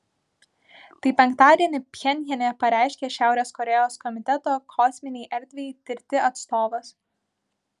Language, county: Lithuanian, Vilnius